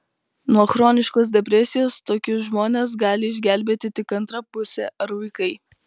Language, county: Lithuanian, Kaunas